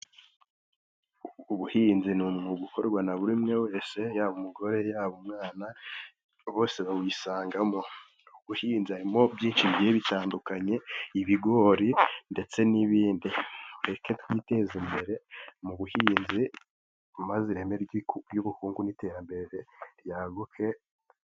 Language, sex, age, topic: Kinyarwanda, male, 18-24, agriculture